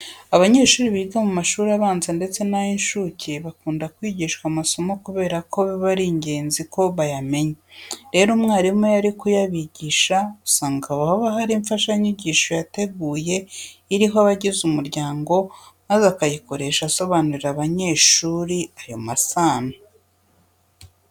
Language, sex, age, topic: Kinyarwanda, female, 36-49, education